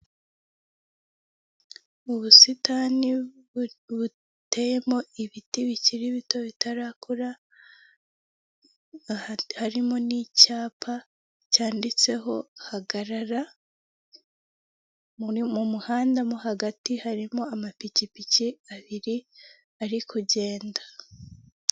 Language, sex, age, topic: Kinyarwanda, female, 18-24, government